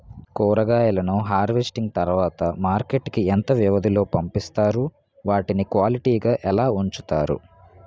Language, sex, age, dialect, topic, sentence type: Telugu, male, 18-24, Utterandhra, agriculture, question